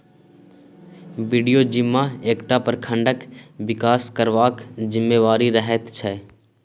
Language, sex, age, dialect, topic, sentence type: Maithili, male, 18-24, Bajjika, banking, statement